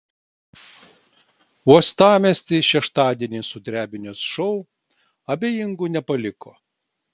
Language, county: Lithuanian, Klaipėda